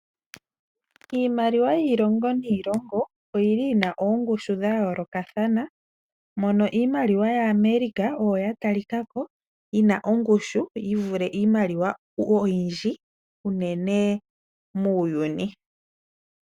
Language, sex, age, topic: Oshiwambo, female, 36-49, finance